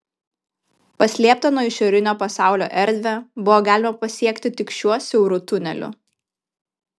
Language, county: Lithuanian, Kaunas